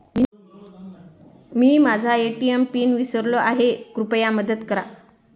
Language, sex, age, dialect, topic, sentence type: Marathi, female, 25-30, Standard Marathi, banking, statement